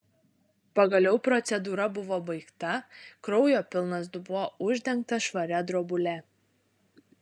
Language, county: Lithuanian, Šiauliai